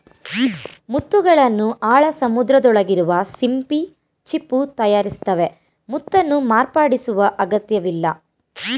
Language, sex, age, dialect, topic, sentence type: Kannada, female, 18-24, Mysore Kannada, agriculture, statement